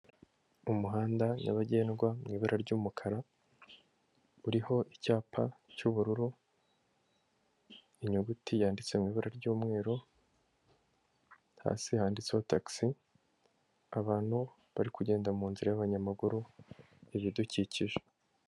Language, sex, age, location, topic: Kinyarwanda, male, 18-24, Kigali, government